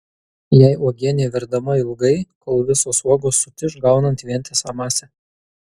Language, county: Lithuanian, Kaunas